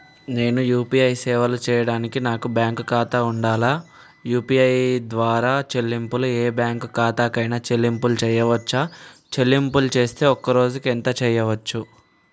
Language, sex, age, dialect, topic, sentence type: Telugu, male, 18-24, Telangana, banking, question